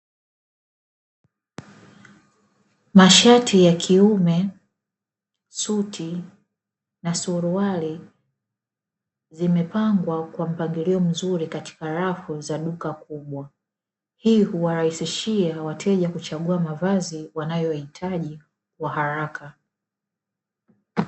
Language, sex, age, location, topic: Swahili, female, 25-35, Dar es Salaam, finance